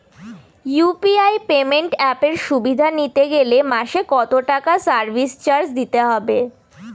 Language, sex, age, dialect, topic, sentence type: Bengali, female, 18-24, Northern/Varendri, banking, question